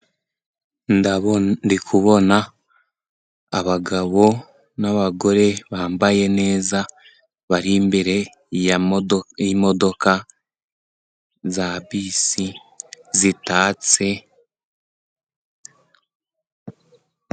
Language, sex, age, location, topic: Kinyarwanda, male, 18-24, Musanze, government